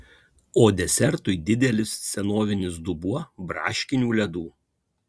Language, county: Lithuanian, Kaunas